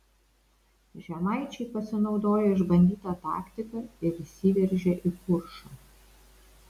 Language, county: Lithuanian, Vilnius